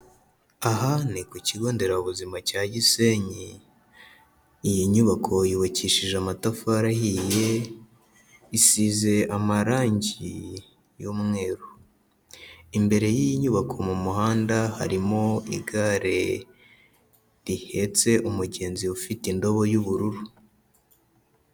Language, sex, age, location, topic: Kinyarwanda, male, 18-24, Kigali, health